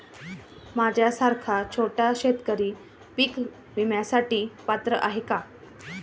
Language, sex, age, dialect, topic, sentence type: Marathi, male, 36-40, Standard Marathi, agriculture, question